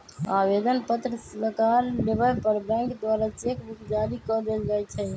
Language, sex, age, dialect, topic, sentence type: Magahi, female, 25-30, Western, banking, statement